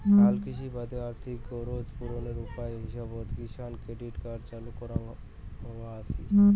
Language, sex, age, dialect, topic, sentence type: Bengali, male, 18-24, Rajbangshi, agriculture, statement